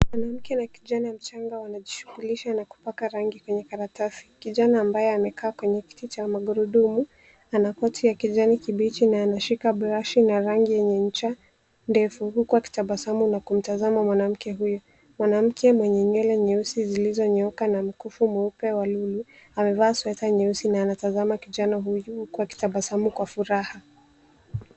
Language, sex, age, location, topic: Swahili, female, 18-24, Nairobi, education